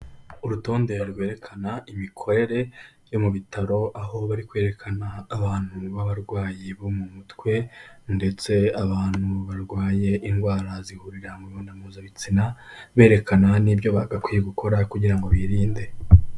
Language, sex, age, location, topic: Kinyarwanda, male, 18-24, Kigali, health